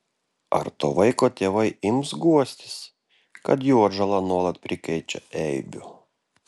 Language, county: Lithuanian, Klaipėda